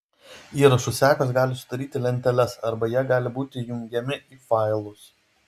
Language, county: Lithuanian, Vilnius